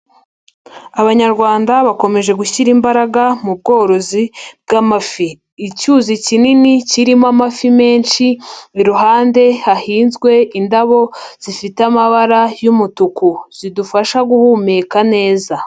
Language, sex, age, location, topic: Kinyarwanda, female, 50+, Nyagatare, agriculture